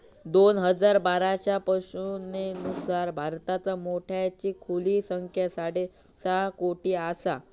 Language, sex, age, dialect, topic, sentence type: Marathi, male, 18-24, Southern Konkan, agriculture, statement